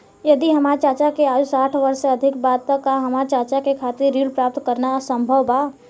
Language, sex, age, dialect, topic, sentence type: Bhojpuri, female, 18-24, Southern / Standard, banking, statement